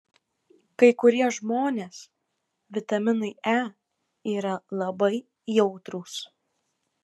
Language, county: Lithuanian, Kaunas